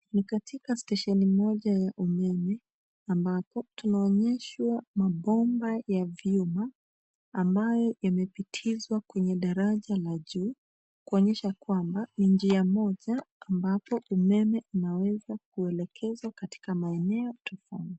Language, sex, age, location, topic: Swahili, female, 25-35, Nairobi, government